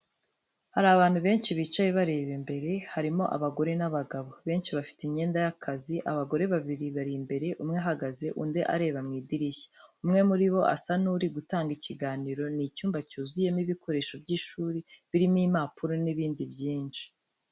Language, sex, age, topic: Kinyarwanda, female, 18-24, education